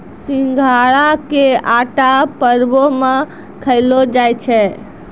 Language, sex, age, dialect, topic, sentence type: Maithili, female, 60-100, Angika, agriculture, statement